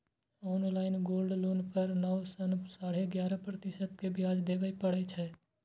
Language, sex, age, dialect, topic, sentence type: Maithili, male, 18-24, Eastern / Thethi, banking, statement